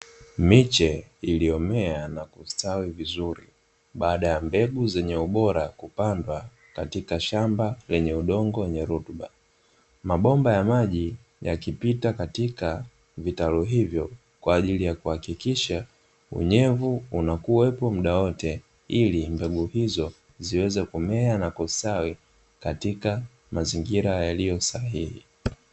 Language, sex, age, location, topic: Swahili, male, 25-35, Dar es Salaam, agriculture